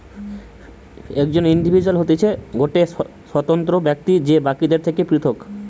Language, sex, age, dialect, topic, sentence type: Bengali, male, 18-24, Western, banking, statement